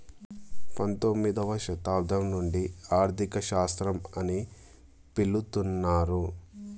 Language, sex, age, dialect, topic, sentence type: Telugu, male, 25-30, Telangana, banking, statement